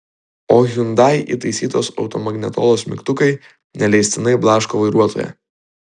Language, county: Lithuanian, Vilnius